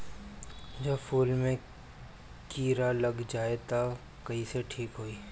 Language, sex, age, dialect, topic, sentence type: Bhojpuri, female, 31-35, Northern, agriculture, question